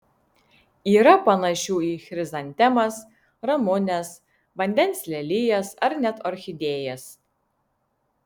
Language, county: Lithuanian, Vilnius